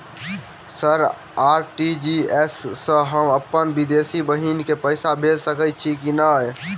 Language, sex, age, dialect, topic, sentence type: Maithili, male, 18-24, Southern/Standard, banking, question